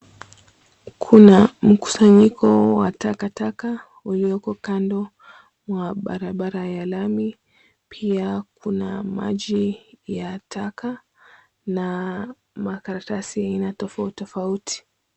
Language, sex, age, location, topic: Swahili, female, 25-35, Mombasa, government